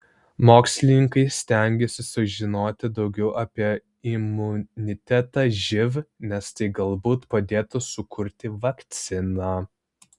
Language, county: Lithuanian, Vilnius